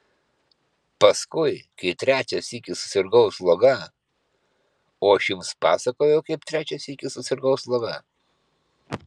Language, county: Lithuanian, Kaunas